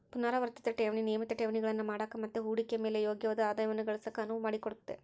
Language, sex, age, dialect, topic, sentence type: Kannada, male, 60-100, Central, banking, statement